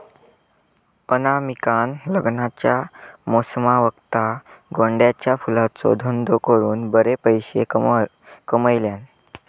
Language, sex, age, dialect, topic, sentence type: Marathi, male, 25-30, Southern Konkan, agriculture, statement